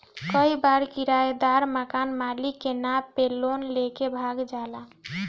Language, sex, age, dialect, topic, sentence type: Bhojpuri, female, 25-30, Northern, banking, statement